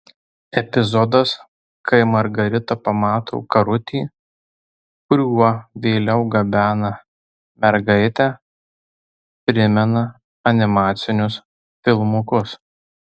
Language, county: Lithuanian, Tauragė